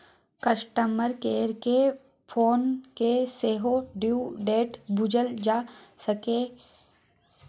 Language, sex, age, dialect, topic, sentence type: Maithili, female, 18-24, Bajjika, banking, statement